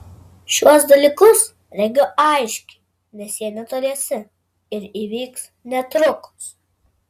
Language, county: Lithuanian, Vilnius